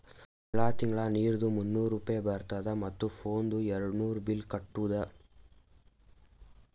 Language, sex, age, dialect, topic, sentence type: Kannada, male, 18-24, Northeastern, banking, statement